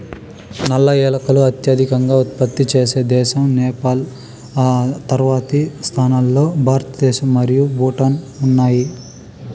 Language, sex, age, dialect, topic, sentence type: Telugu, male, 18-24, Southern, agriculture, statement